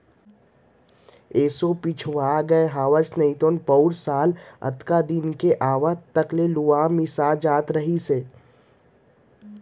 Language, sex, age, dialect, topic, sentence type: Chhattisgarhi, male, 60-100, Central, agriculture, statement